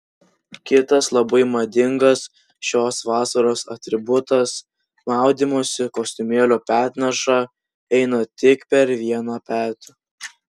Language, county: Lithuanian, Vilnius